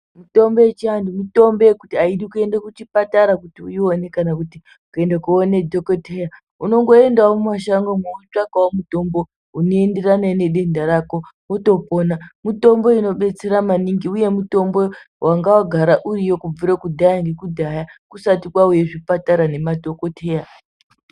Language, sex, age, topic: Ndau, female, 18-24, health